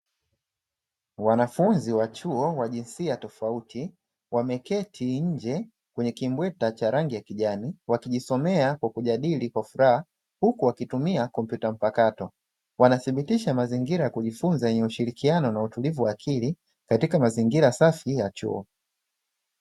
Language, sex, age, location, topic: Swahili, male, 25-35, Dar es Salaam, education